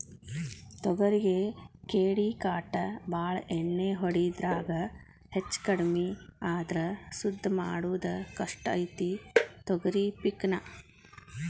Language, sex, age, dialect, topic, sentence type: Kannada, female, 41-45, Dharwad Kannada, agriculture, statement